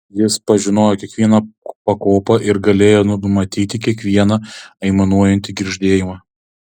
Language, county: Lithuanian, Kaunas